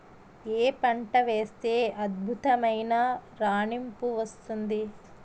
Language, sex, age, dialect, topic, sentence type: Telugu, female, 31-35, Utterandhra, agriculture, question